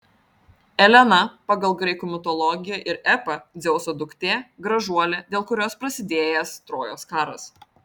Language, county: Lithuanian, Vilnius